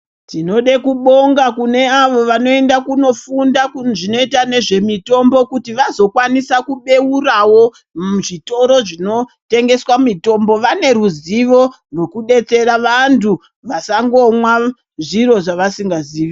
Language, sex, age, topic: Ndau, female, 36-49, health